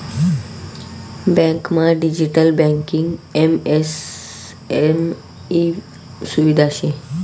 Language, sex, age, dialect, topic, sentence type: Marathi, male, 18-24, Northern Konkan, banking, statement